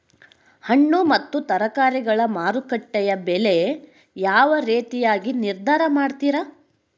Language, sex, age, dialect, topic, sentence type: Kannada, female, 60-100, Central, agriculture, question